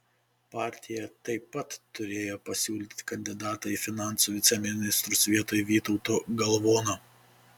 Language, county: Lithuanian, Panevėžys